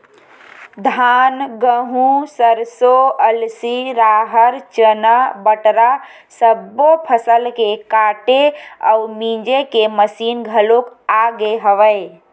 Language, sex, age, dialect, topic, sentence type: Chhattisgarhi, female, 25-30, Western/Budati/Khatahi, agriculture, statement